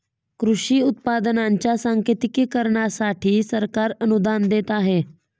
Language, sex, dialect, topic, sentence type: Marathi, female, Standard Marathi, agriculture, statement